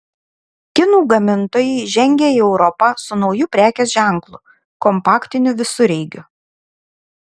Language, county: Lithuanian, Šiauliai